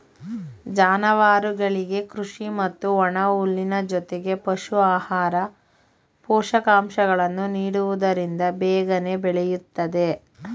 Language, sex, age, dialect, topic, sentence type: Kannada, female, 25-30, Mysore Kannada, agriculture, statement